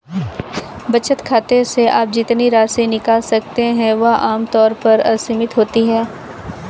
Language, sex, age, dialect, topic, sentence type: Hindi, female, 18-24, Kanauji Braj Bhasha, banking, statement